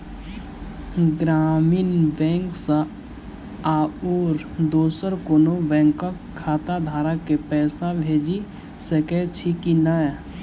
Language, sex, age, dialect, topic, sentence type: Maithili, male, 18-24, Southern/Standard, banking, question